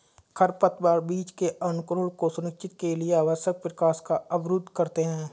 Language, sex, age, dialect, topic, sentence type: Hindi, male, 25-30, Kanauji Braj Bhasha, agriculture, statement